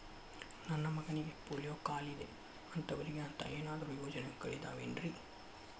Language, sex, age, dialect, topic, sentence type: Kannada, male, 25-30, Dharwad Kannada, banking, question